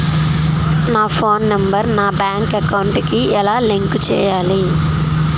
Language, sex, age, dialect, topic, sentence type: Telugu, female, 31-35, Utterandhra, banking, question